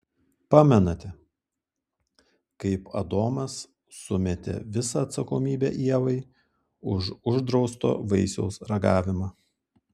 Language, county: Lithuanian, Klaipėda